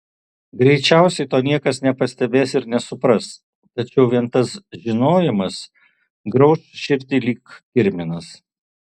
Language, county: Lithuanian, Alytus